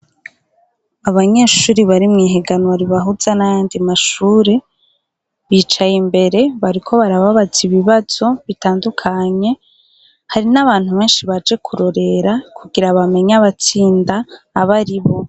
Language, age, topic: Rundi, 25-35, education